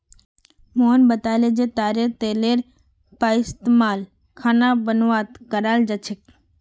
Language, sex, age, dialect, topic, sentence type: Magahi, female, 36-40, Northeastern/Surjapuri, agriculture, statement